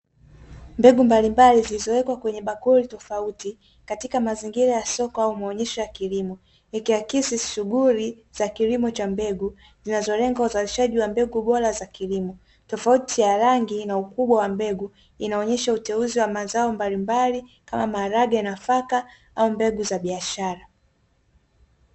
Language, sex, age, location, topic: Swahili, female, 18-24, Dar es Salaam, agriculture